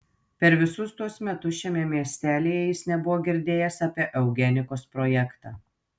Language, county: Lithuanian, Telšiai